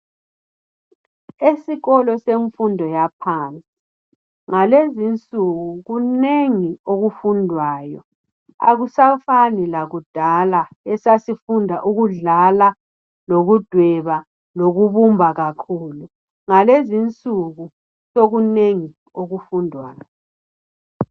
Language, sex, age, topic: North Ndebele, male, 18-24, education